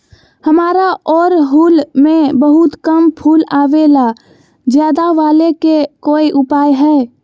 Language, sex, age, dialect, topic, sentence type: Magahi, female, 25-30, Western, agriculture, question